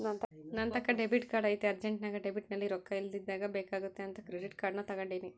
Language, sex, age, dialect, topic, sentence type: Kannada, female, 56-60, Central, banking, statement